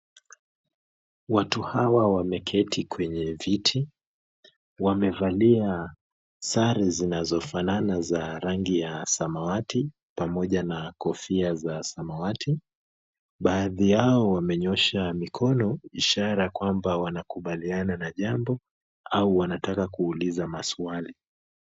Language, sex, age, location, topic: Swahili, male, 25-35, Kisumu, government